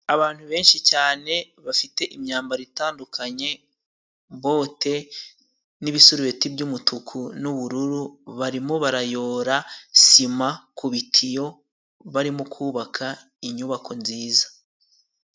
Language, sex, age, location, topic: Kinyarwanda, male, 18-24, Musanze, education